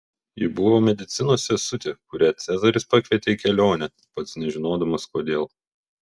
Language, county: Lithuanian, Vilnius